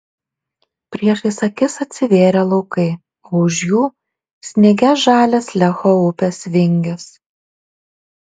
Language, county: Lithuanian, Šiauliai